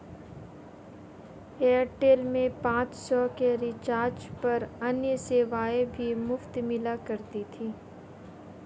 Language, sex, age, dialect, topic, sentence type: Hindi, female, 25-30, Marwari Dhudhari, banking, statement